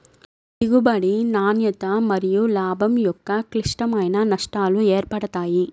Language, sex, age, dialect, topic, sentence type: Telugu, female, 25-30, Central/Coastal, agriculture, statement